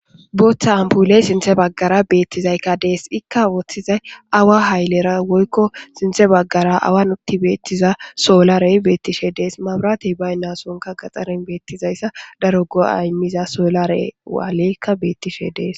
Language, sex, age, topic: Gamo, female, 25-35, government